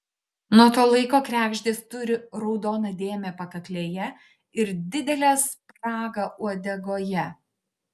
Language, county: Lithuanian, Šiauliai